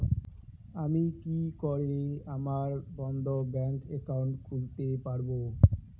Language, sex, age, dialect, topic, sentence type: Bengali, male, 18-24, Rajbangshi, banking, question